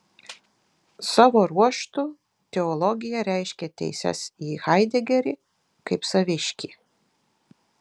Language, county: Lithuanian, Vilnius